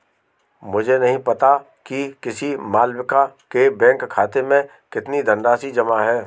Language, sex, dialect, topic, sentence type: Hindi, male, Marwari Dhudhari, banking, statement